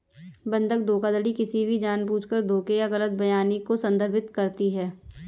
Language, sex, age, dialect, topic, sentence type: Hindi, female, 18-24, Kanauji Braj Bhasha, banking, statement